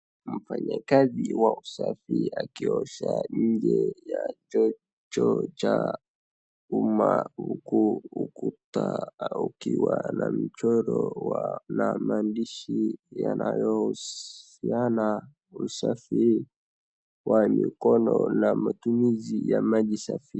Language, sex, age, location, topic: Swahili, male, 18-24, Wajir, health